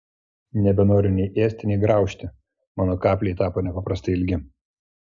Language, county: Lithuanian, Klaipėda